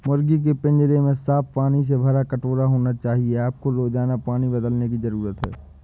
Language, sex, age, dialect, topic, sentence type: Hindi, male, 25-30, Awadhi Bundeli, agriculture, statement